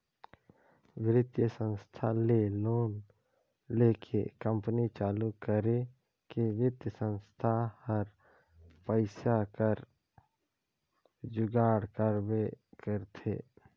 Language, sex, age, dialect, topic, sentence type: Chhattisgarhi, male, 25-30, Northern/Bhandar, banking, statement